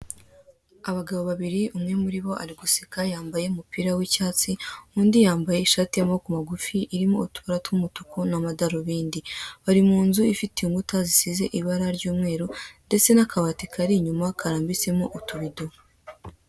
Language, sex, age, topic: Kinyarwanda, female, 18-24, finance